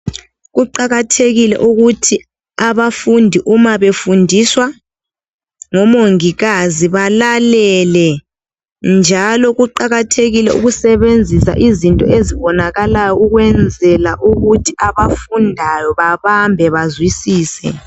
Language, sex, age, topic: North Ndebele, female, 25-35, health